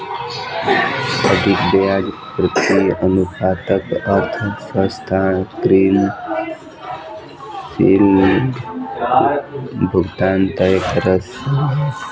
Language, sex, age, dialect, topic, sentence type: Maithili, female, 31-35, Southern/Standard, banking, statement